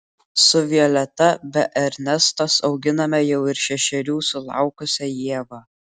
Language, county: Lithuanian, Klaipėda